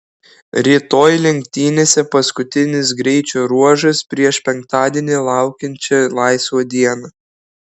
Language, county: Lithuanian, Klaipėda